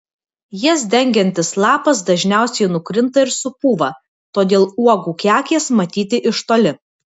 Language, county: Lithuanian, Vilnius